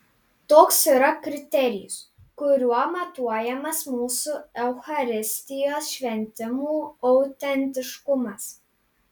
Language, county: Lithuanian, Panevėžys